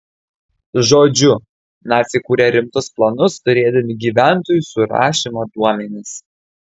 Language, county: Lithuanian, Kaunas